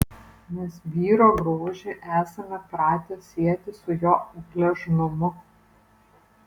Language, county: Lithuanian, Vilnius